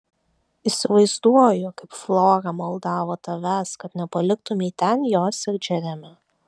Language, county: Lithuanian, Vilnius